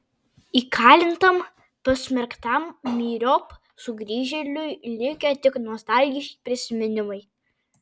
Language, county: Lithuanian, Kaunas